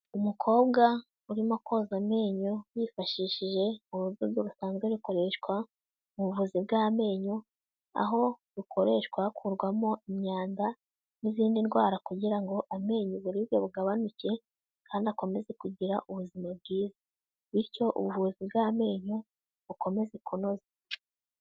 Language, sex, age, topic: Kinyarwanda, female, 18-24, health